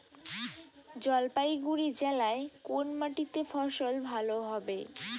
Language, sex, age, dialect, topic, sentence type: Bengali, female, 60-100, Rajbangshi, agriculture, question